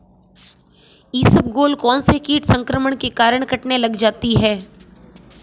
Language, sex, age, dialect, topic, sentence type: Hindi, female, 25-30, Marwari Dhudhari, agriculture, question